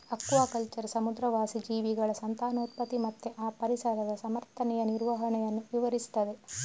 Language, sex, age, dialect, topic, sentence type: Kannada, female, 31-35, Coastal/Dakshin, agriculture, statement